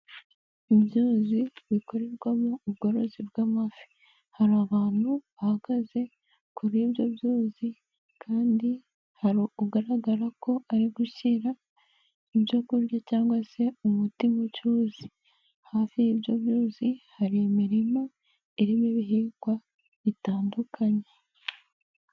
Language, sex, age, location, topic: Kinyarwanda, female, 18-24, Nyagatare, agriculture